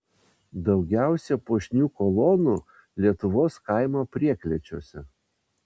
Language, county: Lithuanian, Vilnius